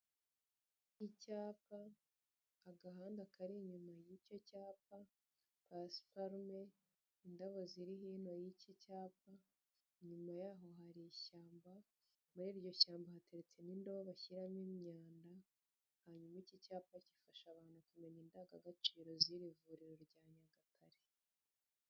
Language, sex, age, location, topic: Kinyarwanda, female, 25-35, Nyagatare, health